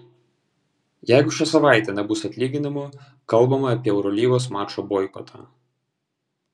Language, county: Lithuanian, Vilnius